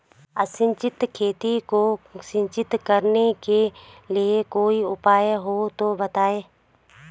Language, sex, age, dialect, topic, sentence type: Hindi, female, 31-35, Garhwali, agriculture, question